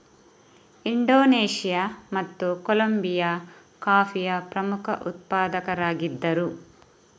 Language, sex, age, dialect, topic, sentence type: Kannada, female, 31-35, Coastal/Dakshin, agriculture, statement